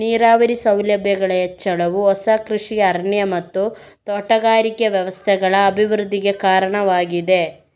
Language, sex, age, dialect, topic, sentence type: Kannada, female, 18-24, Coastal/Dakshin, agriculture, statement